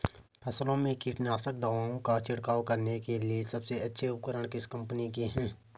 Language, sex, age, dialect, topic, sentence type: Hindi, male, 25-30, Garhwali, agriculture, question